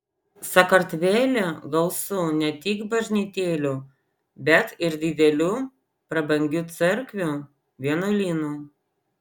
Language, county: Lithuanian, Vilnius